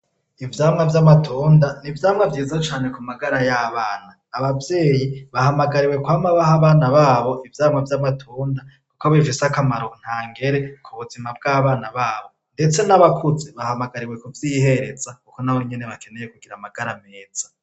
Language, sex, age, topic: Rundi, male, 36-49, agriculture